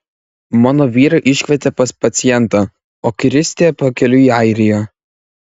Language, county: Lithuanian, Klaipėda